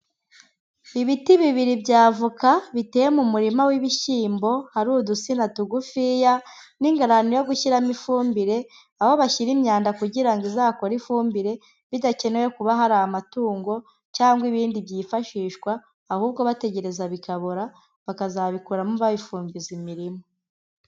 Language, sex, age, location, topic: Kinyarwanda, female, 18-24, Huye, agriculture